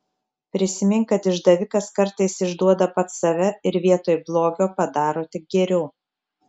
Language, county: Lithuanian, Telšiai